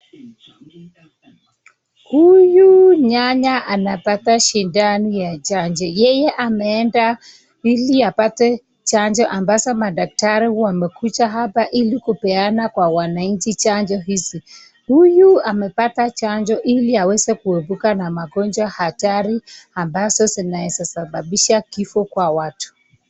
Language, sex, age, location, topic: Swahili, male, 25-35, Nakuru, health